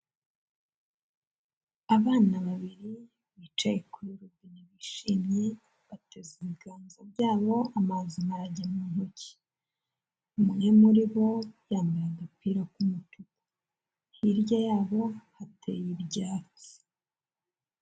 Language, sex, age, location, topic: Kinyarwanda, female, 25-35, Kigali, health